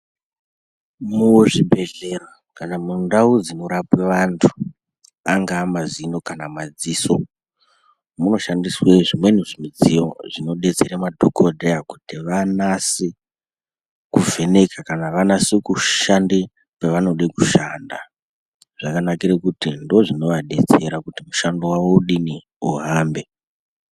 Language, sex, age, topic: Ndau, male, 18-24, health